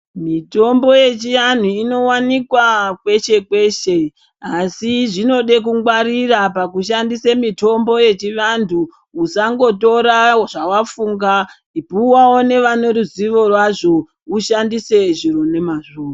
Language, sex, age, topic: Ndau, female, 36-49, health